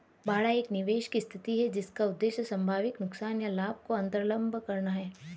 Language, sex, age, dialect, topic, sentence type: Hindi, female, 31-35, Hindustani Malvi Khadi Boli, banking, statement